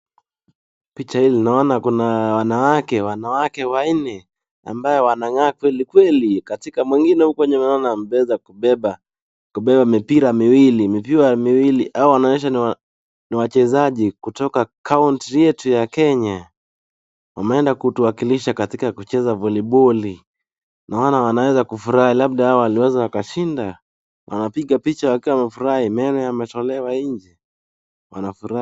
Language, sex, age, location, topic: Swahili, male, 18-24, Nakuru, government